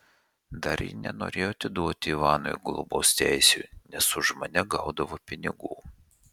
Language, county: Lithuanian, Šiauliai